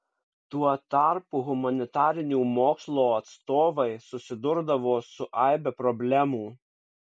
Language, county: Lithuanian, Kaunas